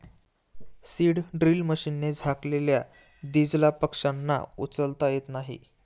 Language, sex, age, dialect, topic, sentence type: Marathi, male, 18-24, Standard Marathi, agriculture, statement